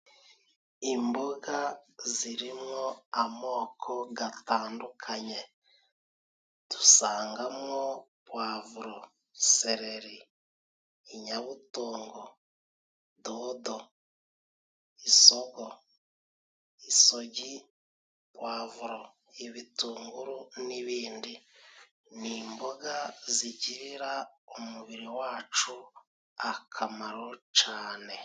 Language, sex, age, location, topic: Kinyarwanda, male, 36-49, Musanze, finance